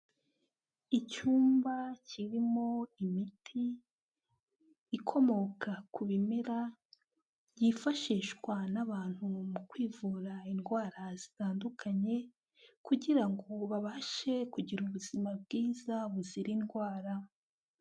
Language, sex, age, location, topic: Kinyarwanda, female, 18-24, Kigali, health